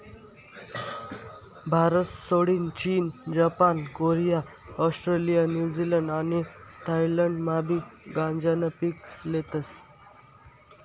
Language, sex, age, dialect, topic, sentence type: Marathi, male, 18-24, Northern Konkan, agriculture, statement